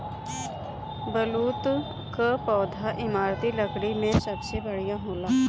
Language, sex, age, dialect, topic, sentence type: Bhojpuri, female, 25-30, Northern, agriculture, statement